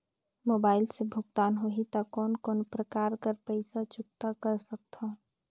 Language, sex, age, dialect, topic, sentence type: Chhattisgarhi, female, 56-60, Northern/Bhandar, banking, question